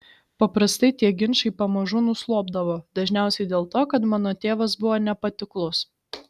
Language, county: Lithuanian, Šiauliai